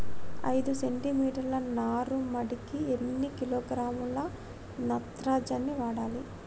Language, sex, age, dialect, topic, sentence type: Telugu, female, 60-100, Telangana, agriculture, question